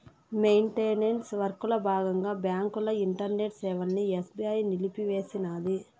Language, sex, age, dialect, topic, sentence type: Telugu, female, 25-30, Southern, banking, statement